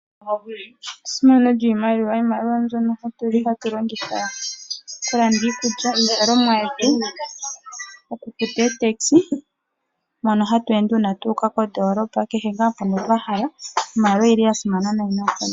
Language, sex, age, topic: Oshiwambo, female, 25-35, finance